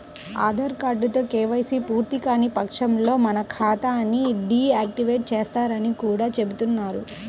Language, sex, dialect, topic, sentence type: Telugu, female, Central/Coastal, banking, statement